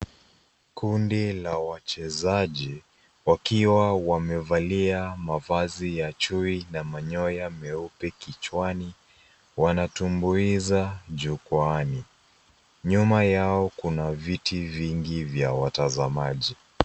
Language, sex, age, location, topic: Swahili, female, 25-35, Nairobi, government